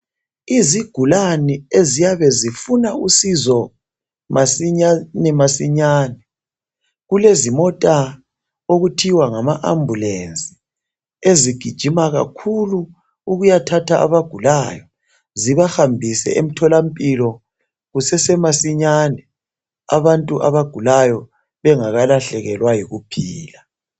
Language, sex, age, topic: North Ndebele, male, 36-49, health